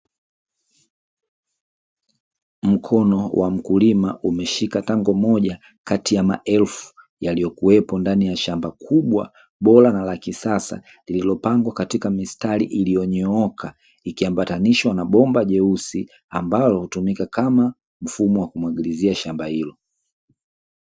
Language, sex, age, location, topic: Swahili, male, 18-24, Dar es Salaam, agriculture